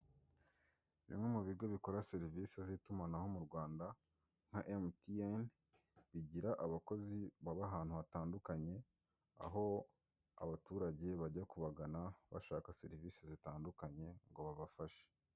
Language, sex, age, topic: Kinyarwanda, male, 18-24, finance